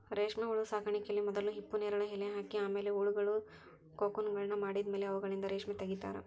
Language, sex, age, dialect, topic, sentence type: Kannada, female, 18-24, Dharwad Kannada, agriculture, statement